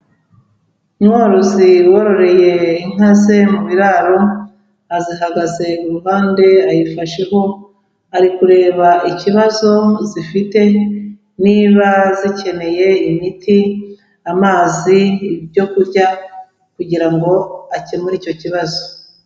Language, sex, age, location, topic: Kinyarwanda, female, 36-49, Kigali, agriculture